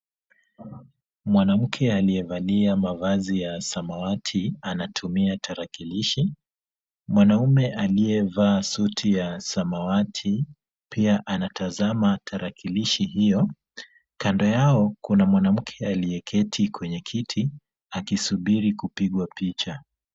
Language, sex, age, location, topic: Swahili, female, 25-35, Kisumu, government